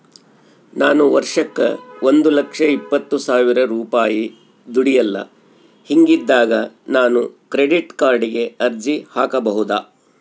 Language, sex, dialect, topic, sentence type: Kannada, male, Central, banking, question